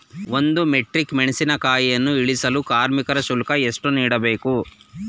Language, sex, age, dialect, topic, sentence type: Kannada, male, 36-40, Mysore Kannada, agriculture, question